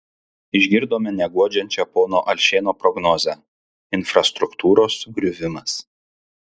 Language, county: Lithuanian, Alytus